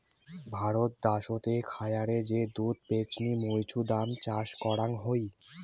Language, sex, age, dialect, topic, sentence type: Bengali, male, 18-24, Rajbangshi, agriculture, statement